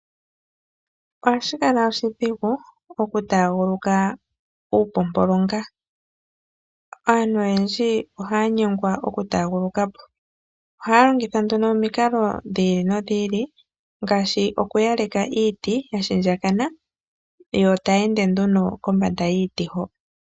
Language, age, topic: Oshiwambo, 25-35, agriculture